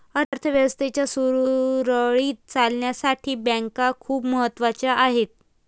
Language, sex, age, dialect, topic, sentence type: Marathi, female, 18-24, Varhadi, banking, statement